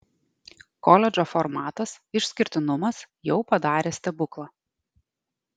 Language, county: Lithuanian, Alytus